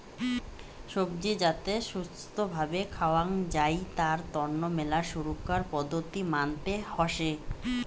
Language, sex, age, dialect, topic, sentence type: Bengali, female, 18-24, Rajbangshi, agriculture, statement